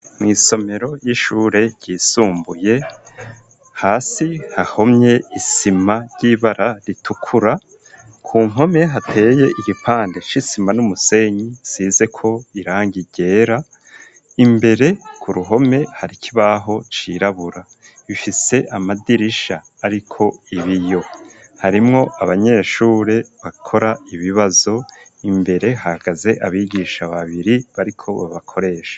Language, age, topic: Rundi, 25-35, education